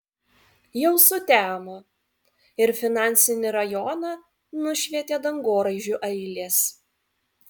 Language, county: Lithuanian, Vilnius